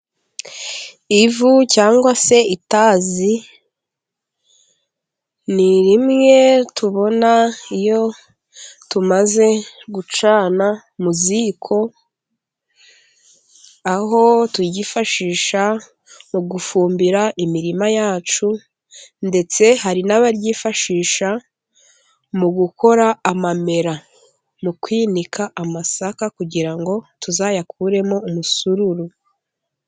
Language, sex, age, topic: Kinyarwanda, female, 18-24, government